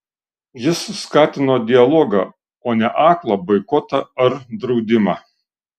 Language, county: Lithuanian, Šiauliai